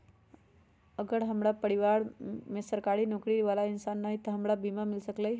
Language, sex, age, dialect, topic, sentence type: Magahi, female, 36-40, Western, agriculture, question